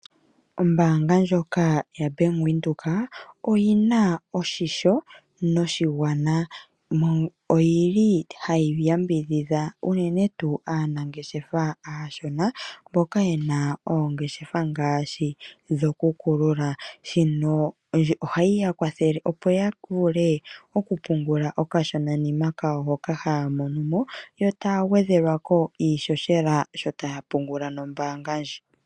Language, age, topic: Oshiwambo, 25-35, finance